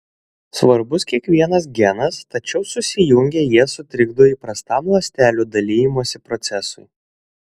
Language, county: Lithuanian, Šiauliai